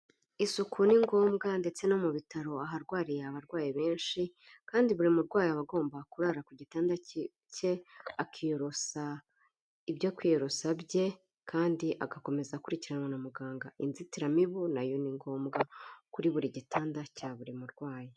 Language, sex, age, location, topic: Kinyarwanda, female, 25-35, Kigali, health